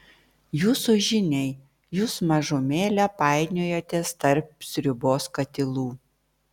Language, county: Lithuanian, Vilnius